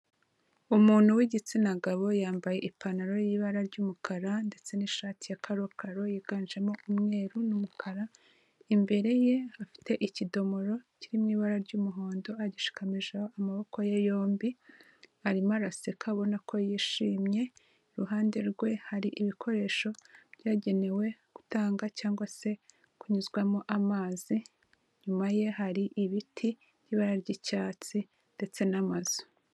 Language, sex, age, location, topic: Kinyarwanda, female, 25-35, Kigali, health